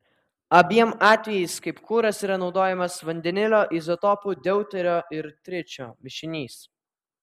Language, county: Lithuanian, Vilnius